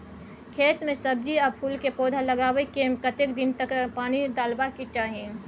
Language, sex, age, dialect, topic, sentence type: Maithili, female, 25-30, Bajjika, agriculture, question